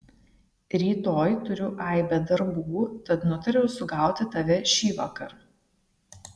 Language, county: Lithuanian, Šiauliai